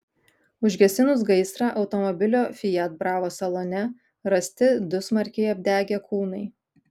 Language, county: Lithuanian, Kaunas